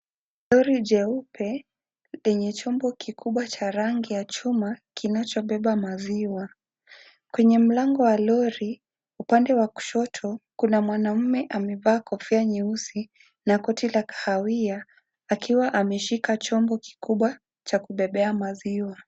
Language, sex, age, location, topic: Swahili, female, 25-35, Kisii, agriculture